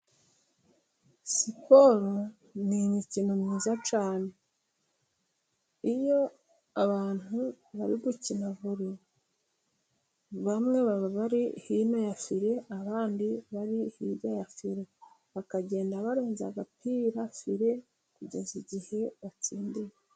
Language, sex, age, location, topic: Kinyarwanda, female, 36-49, Musanze, government